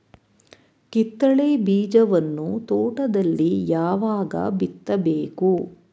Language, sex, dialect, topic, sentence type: Kannada, female, Mysore Kannada, agriculture, question